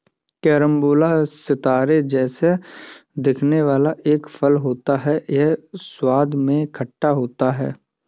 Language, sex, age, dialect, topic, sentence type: Hindi, male, 18-24, Kanauji Braj Bhasha, agriculture, statement